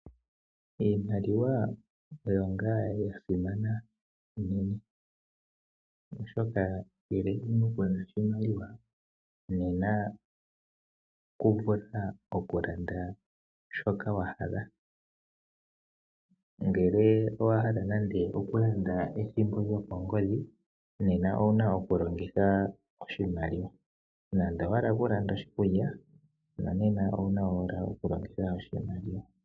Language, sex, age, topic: Oshiwambo, male, 25-35, finance